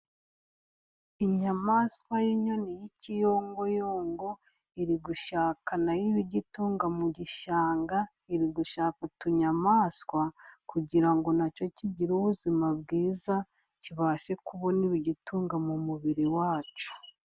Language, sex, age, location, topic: Kinyarwanda, female, 50+, Musanze, agriculture